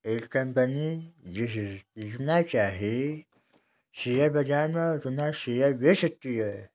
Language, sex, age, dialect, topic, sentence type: Hindi, male, 60-100, Kanauji Braj Bhasha, banking, statement